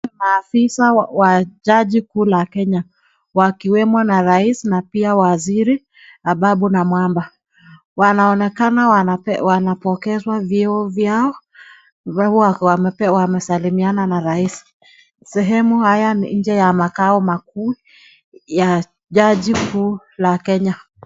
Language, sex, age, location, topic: Swahili, female, 25-35, Nakuru, government